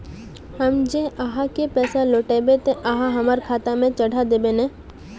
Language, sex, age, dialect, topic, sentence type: Magahi, female, 18-24, Northeastern/Surjapuri, banking, question